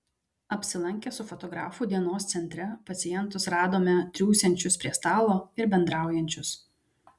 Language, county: Lithuanian, Vilnius